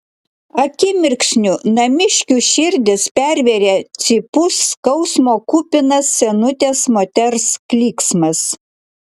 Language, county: Lithuanian, Klaipėda